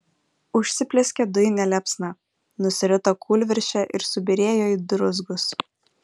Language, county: Lithuanian, Vilnius